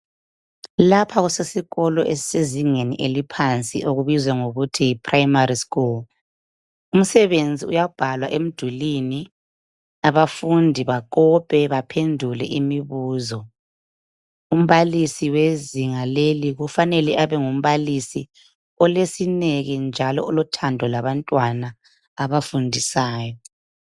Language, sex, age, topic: North Ndebele, female, 25-35, education